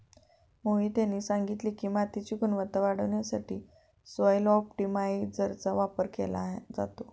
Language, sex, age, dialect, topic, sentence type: Marathi, female, 25-30, Standard Marathi, agriculture, statement